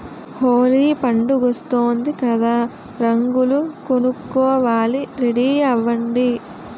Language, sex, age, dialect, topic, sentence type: Telugu, female, 18-24, Utterandhra, agriculture, statement